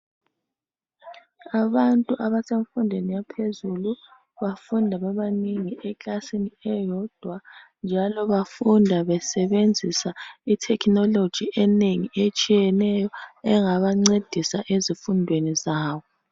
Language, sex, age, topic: North Ndebele, female, 25-35, education